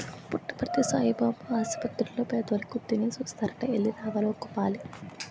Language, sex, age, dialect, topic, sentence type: Telugu, female, 18-24, Utterandhra, banking, statement